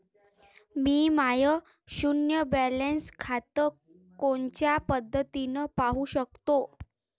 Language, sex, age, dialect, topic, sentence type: Marathi, female, 18-24, Varhadi, banking, question